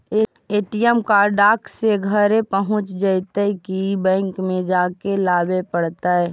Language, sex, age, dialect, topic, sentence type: Magahi, female, 18-24, Central/Standard, banking, question